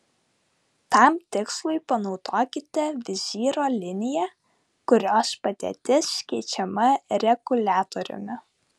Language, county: Lithuanian, Vilnius